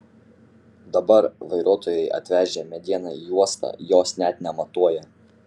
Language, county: Lithuanian, Kaunas